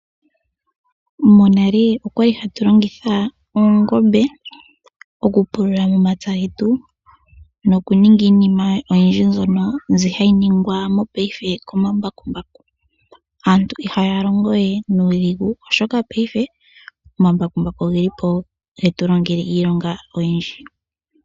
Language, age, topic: Oshiwambo, 18-24, agriculture